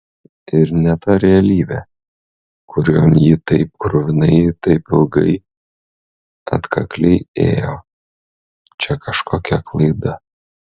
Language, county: Lithuanian, Utena